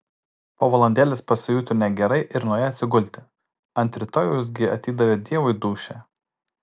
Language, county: Lithuanian, Utena